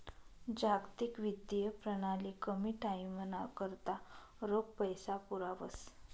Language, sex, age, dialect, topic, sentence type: Marathi, female, 31-35, Northern Konkan, banking, statement